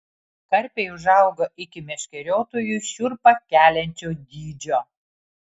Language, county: Lithuanian, Kaunas